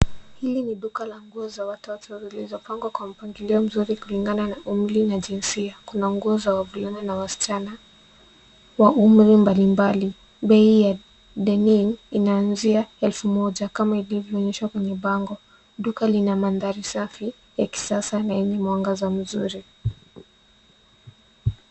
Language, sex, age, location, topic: Swahili, male, 18-24, Nairobi, finance